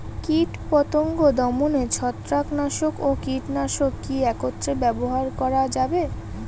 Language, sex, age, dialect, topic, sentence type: Bengali, female, 31-35, Rajbangshi, agriculture, question